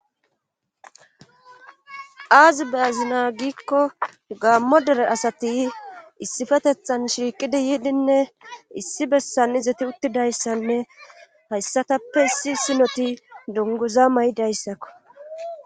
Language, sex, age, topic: Gamo, female, 25-35, government